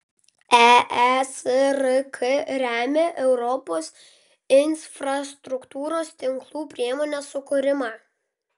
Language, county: Lithuanian, Klaipėda